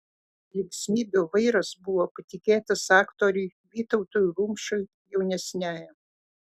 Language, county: Lithuanian, Utena